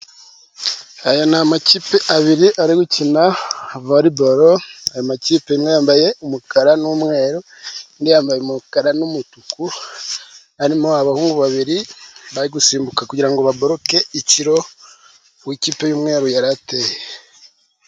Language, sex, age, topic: Kinyarwanda, male, 36-49, government